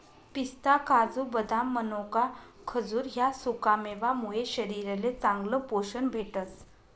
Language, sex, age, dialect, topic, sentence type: Marathi, female, 25-30, Northern Konkan, agriculture, statement